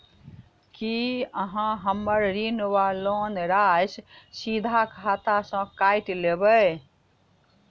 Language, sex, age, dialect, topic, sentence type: Maithili, female, 46-50, Southern/Standard, banking, question